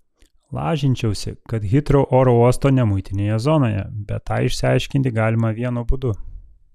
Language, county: Lithuanian, Telšiai